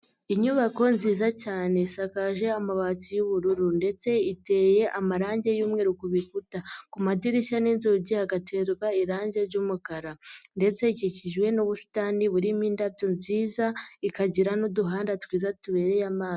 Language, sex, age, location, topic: Kinyarwanda, female, 50+, Nyagatare, education